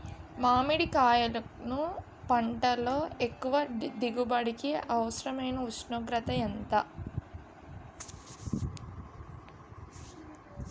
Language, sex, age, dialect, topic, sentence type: Telugu, female, 18-24, Utterandhra, agriculture, question